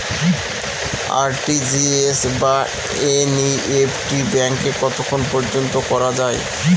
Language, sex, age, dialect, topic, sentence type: Bengali, male, 36-40, Northern/Varendri, banking, question